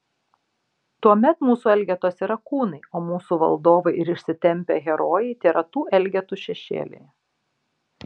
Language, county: Lithuanian, Šiauliai